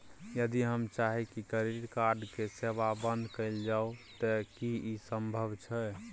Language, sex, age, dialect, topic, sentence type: Maithili, male, 31-35, Bajjika, banking, question